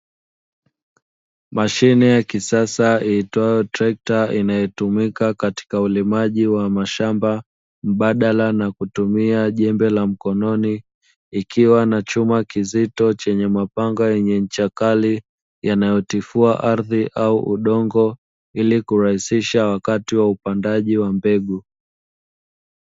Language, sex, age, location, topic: Swahili, male, 25-35, Dar es Salaam, agriculture